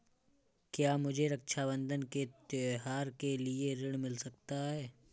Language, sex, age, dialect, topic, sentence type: Hindi, male, 18-24, Awadhi Bundeli, banking, question